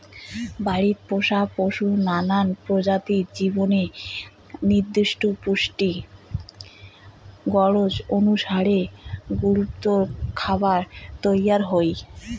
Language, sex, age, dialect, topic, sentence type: Bengali, female, 18-24, Rajbangshi, agriculture, statement